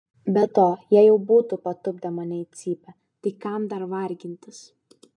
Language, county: Lithuanian, Vilnius